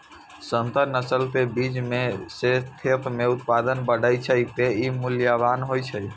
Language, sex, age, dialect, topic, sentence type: Maithili, female, 46-50, Eastern / Thethi, agriculture, statement